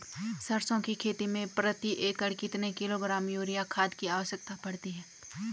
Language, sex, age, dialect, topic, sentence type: Hindi, female, 18-24, Garhwali, agriculture, question